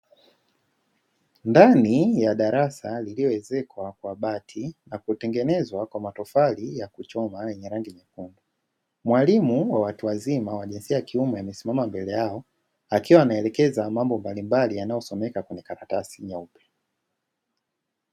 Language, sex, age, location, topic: Swahili, male, 25-35, Dar es Salaam, education